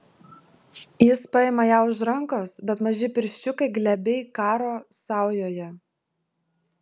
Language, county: Lithuanian, Vilnius